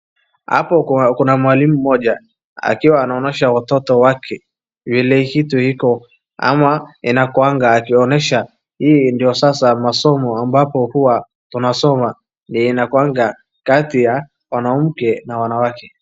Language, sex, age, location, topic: Swahili, male, 36-49, Wajir, health